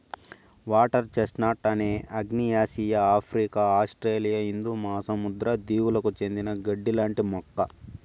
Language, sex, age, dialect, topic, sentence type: Telugu, male, 18-24, Southern, agriculture, statement